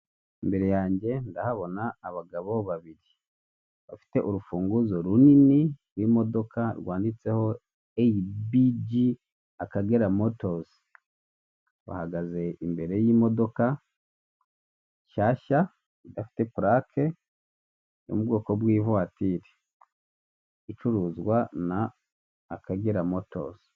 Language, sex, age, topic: Kinyarwanda, male, 50+, finance